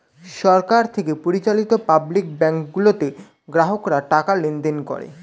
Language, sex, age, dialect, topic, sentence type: Bengali, male, 18-24, Standard Colloquial, banking, statement